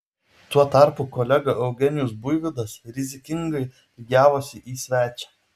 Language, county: Lithuanian, Vilnius